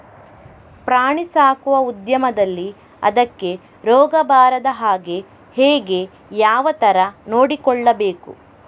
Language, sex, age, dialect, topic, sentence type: Kannada, female, 18-24, Coastal/Dakshin, agriculture, question